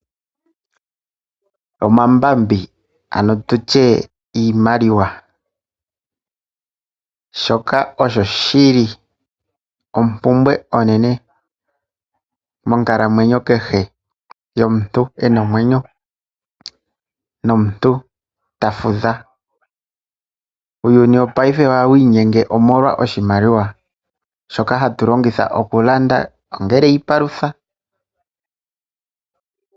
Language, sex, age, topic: Oshiwambo, male, 25-35, finance